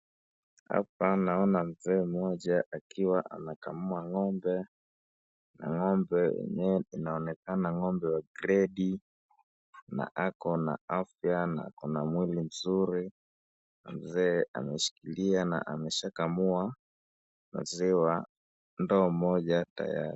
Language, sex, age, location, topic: Swahili, female, 36-49, Wajir, agriculture